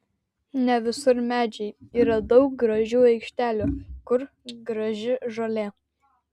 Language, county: Lithuanian, Vilnius